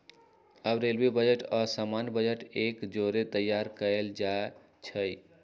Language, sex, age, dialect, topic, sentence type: Magahi, male, 56-60, Western, banking, statement